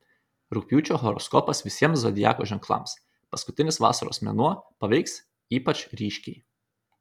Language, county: Lithuanian, Kaunas